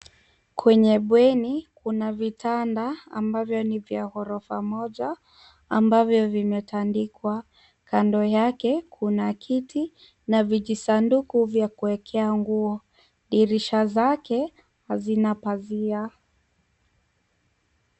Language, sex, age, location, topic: Swahili, female, 18-24, Nairobi, education